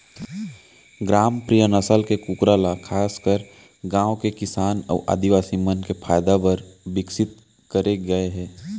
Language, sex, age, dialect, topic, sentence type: Chhattisgarhi, male, 18-24, Central, agriculture, statement